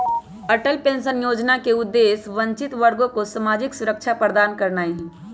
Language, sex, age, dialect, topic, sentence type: Magahi, male, 25-30, Western, banking, statement